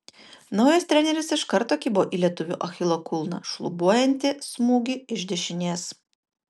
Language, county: Lithuanian, Kaunas